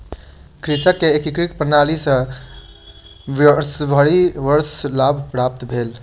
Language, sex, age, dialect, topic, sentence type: Maithili, male, 18-24, Southern/Standard, agriculture, statement